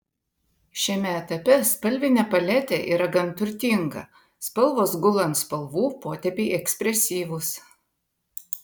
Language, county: Lithuanian, Vilnius